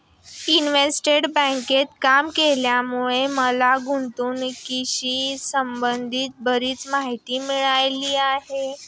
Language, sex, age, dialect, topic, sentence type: Marathi, female, 25-30, Standard Marathi, banking, statement